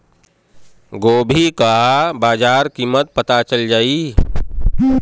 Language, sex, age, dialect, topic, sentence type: Bhojpuri, male, 36-40, Western, agriculture, question